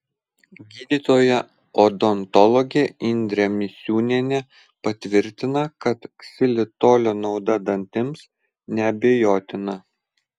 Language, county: Lithuanian, Vilnius